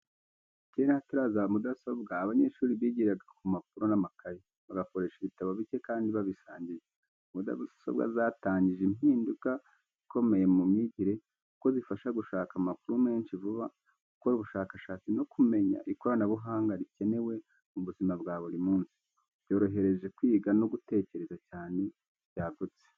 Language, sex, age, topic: Kinyarwanda, male, 25-35, education